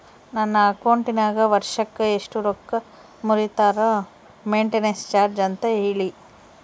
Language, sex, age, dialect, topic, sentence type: Kannada, female, 51-55, Central, banking, question